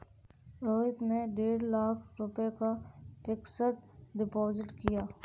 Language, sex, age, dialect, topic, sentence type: Hindi, female, 18-24, Kanauji Braj Bhasha, banking, statement